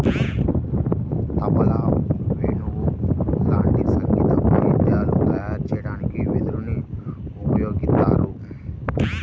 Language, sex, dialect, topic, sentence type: Telugu, male, Central/Coastal, agriculture, statement